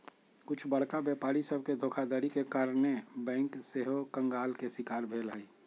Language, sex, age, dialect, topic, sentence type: Magahi, male, 46-50, Western, banking, statement